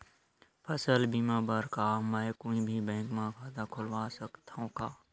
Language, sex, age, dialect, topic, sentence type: Chhattisgarhi, male, 25-30, Western/Budati/Khatahi, agriculture, question